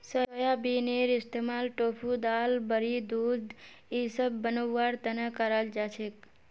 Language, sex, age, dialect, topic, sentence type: Magahi, female, 46-50, Northeastern/Surjapuri, agriculture, statement